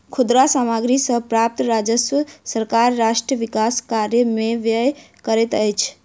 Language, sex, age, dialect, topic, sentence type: Maithili, female, 41-45, Southern/Standard, agriculture, statement